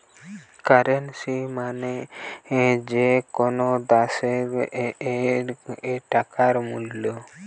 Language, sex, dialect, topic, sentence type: Bengali, male, Western, banking, statement